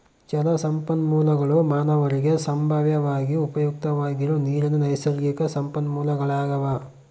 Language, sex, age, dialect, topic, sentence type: Kannada, male, 41-45, Central, agriculture, statement